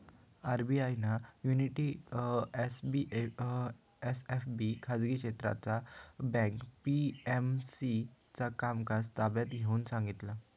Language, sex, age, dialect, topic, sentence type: Marathi, male, 18-24, Southern Konkan, banking, statement